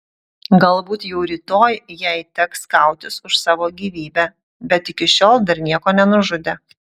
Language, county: Lithuanian, Utena